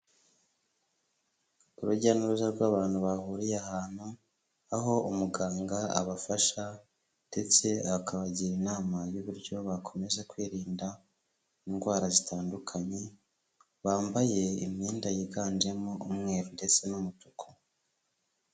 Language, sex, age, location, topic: Kinyarwanda, male, 25-35, Huye, health